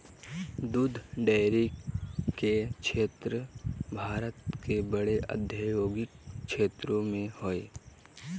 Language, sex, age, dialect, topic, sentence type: Magahi, male, 25-30, Southern, agriculture, statement